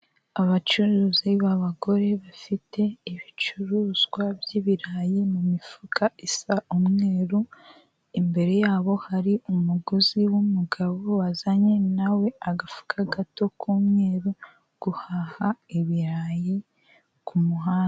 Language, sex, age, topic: Kinyarwanda, female, 18-24, finance